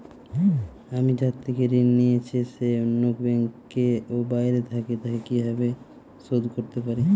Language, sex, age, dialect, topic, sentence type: Bengali, male, 18-24, Western, banking, question